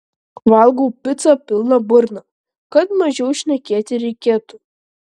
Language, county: Lithuanian, Klaipėda